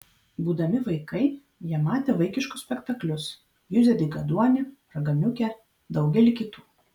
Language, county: Lithuanian, Vilnius